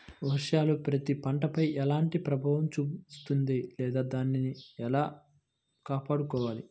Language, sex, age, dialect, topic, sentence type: Telugu, male, 25-30, Central/Coastal, agriculture, question